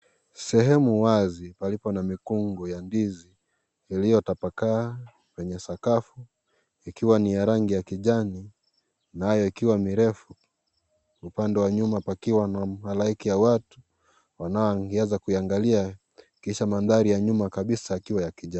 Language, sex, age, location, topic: Swahili, male, 25-35, Kisii, agriculture